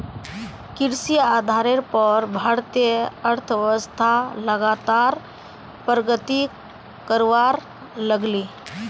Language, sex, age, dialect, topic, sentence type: Magahi, female, 18-24, Northeastern/Surjapuri, agriculture, statement